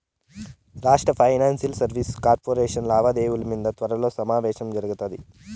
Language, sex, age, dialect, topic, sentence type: Telugu, male, 18-24, Southern, banking, statement